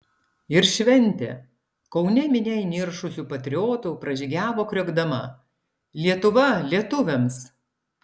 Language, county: Lithuanian, Klaipėda